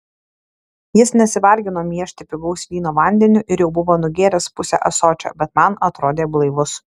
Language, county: Lithuanian, Alytus